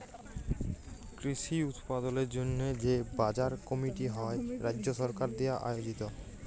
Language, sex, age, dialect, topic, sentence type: Bengali, male, 18-24, Jharkhandi, agriculture, statement